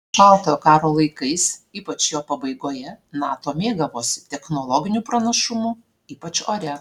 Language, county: Lithuanian, Alytus